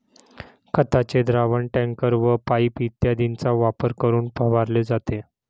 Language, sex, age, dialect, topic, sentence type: Marathi, male, 31-35, Standard Marathi, agriculture, statement